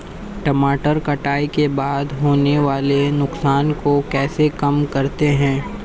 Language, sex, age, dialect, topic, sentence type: Hindi, male, 18-24, Hindustani Malvi Khadi Boli, agriculture, question